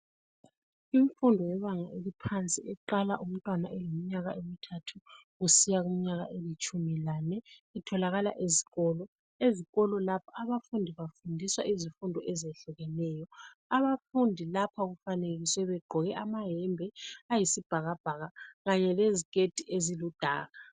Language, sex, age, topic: North Ndebele, female, 36-49, education